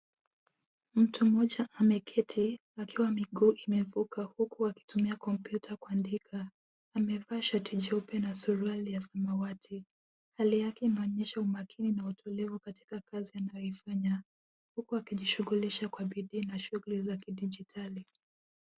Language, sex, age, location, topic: Swahili, female, 18-24, Nairobi, education